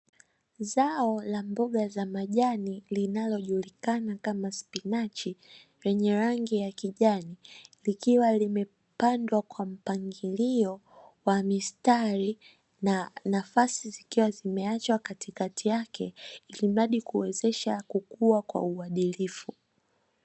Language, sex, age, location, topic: Swahili, female, 18-24, Dar es Salaam, agriculture